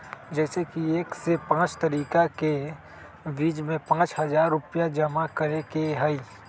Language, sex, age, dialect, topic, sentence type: Magahi, male, 36-40, Western, banking, question